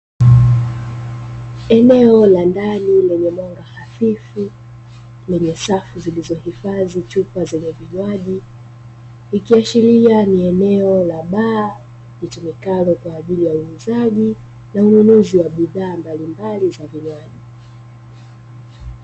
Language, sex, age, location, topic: Swahili, female, 18-24, Dar es Salaam, finance